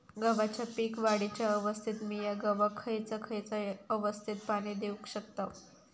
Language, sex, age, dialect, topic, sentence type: Marathi, female, 31-35, Southern Konkan, agriculture, question